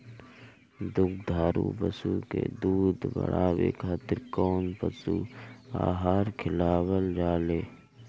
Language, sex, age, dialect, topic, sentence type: Bhojpuri, male, 18-24, Northern, agriculture, question